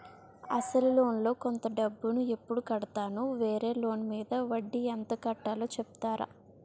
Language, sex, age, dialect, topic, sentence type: Telugu, female, 18-24, Utterandhra, banking, question